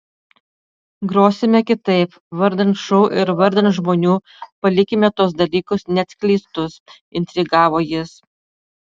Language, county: Lithuanian, Utena